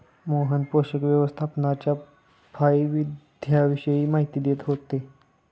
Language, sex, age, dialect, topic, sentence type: Marathi, male, 18-24, Standard Marathi, agriculture, statement